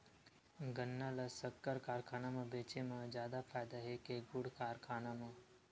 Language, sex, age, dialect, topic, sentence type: Chhattisgarhi, male, 18-24, Western/Budati/Khatahi, agriculture, question